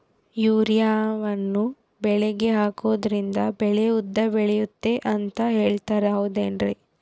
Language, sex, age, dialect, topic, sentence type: Kannada, female, 18-24, Central, agriculture, question